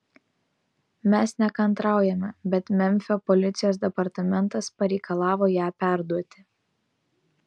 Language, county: Lithuanian, Vilnius